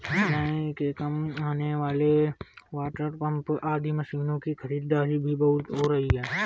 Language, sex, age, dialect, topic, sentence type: Hindi, male, 25-30, Marwari Dhudhari, agriculture, statement